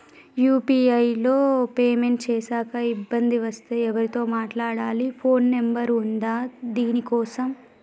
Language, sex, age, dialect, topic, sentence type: Telugu, female, 18-24, Telangana, banking, question